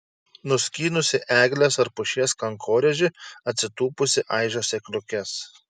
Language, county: Lithuanian, Šiauliai